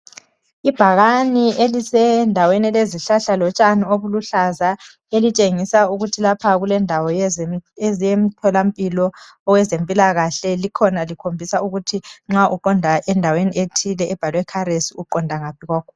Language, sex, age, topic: North Ndebele, male, 25-35, health